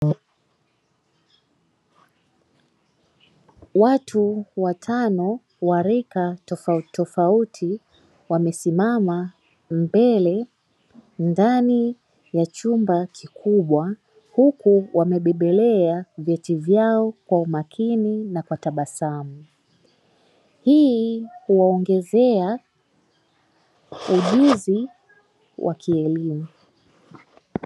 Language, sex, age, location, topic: Swahili, female, 25-35, Dar es Salaam, education